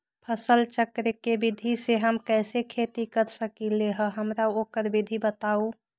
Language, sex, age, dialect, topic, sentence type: Magahi, female, 18-24, Western, agriculture, question